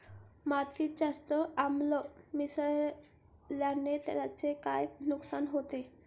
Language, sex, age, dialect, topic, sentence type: Marathi, female, 18-24, Standard Marathi, agriculture, statement